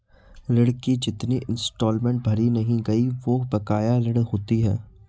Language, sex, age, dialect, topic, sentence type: Hindi, male, 25-30, Marwari Dhudhari, banking, statement